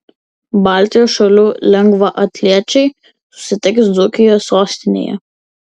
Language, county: Lithuanian, Vilnius